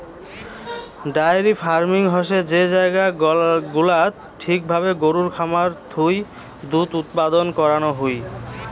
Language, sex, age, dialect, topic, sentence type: Bengali, male, 18-24, Rajbangshi, agriculture, statement